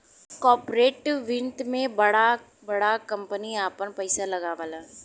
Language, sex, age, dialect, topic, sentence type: Bhojpuri, female, 18-24, Western, banking, statement